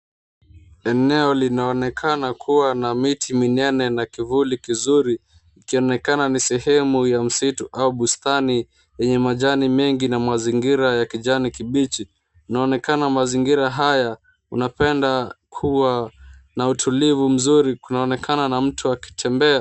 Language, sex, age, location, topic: Swahili, male, 18-24, Mombasa, agriculture